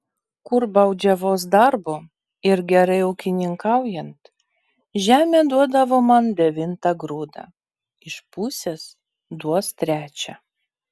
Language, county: Lithuanian, Vilnius